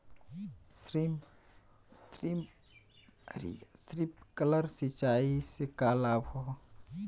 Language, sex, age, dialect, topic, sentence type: Bhojpuri, male, 18-24, Western, agriculture, question